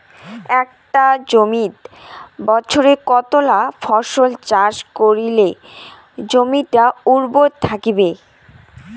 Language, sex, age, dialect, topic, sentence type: Bengali, female, 18-24, Rajbangshi, agriculture, question